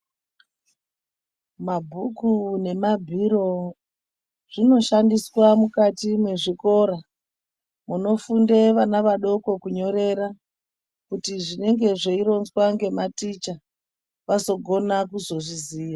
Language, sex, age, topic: Ndau, female, 36-49, education